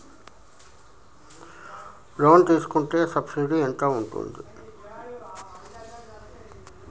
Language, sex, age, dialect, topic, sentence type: Telugu, male, 51-55, Telangana, banking, question